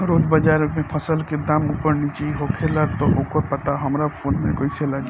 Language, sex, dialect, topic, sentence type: Bhojpuri, male, Southern / Standard, agriculture, question